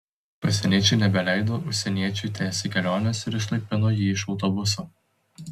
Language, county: Lithuanian, Telšiai